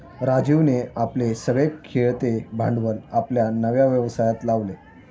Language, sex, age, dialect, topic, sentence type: Marathi, male, 18-24, Standard Marathi, banking, statement